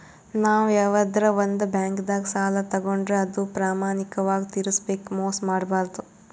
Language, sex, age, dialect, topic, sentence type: Kannada, female, 18-24, Northeastern, banking, statement